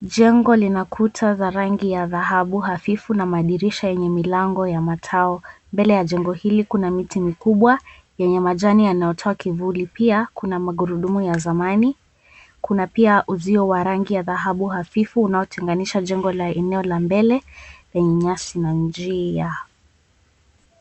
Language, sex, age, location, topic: Swahili, female, 18-24, Mombasa, government